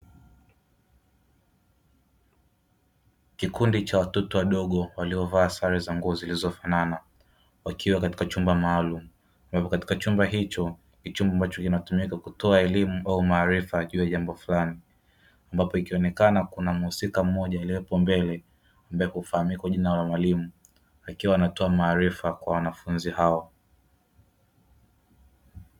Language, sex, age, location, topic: Swahili, male, 25-35, Dar es Salaam, education